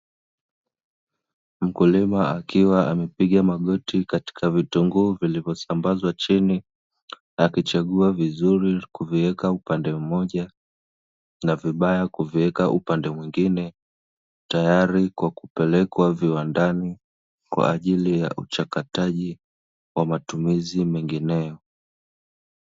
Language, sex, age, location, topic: Swahili, male, 25-35, Dar es Salaam, agriculture